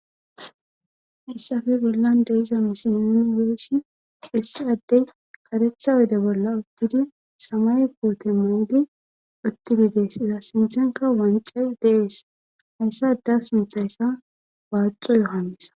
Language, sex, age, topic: Gamo, female, 25-35, government